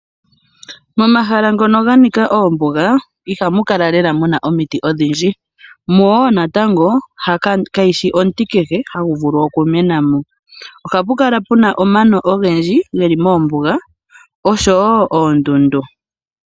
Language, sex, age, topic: Oshiwambo, female, 25-35, agriculture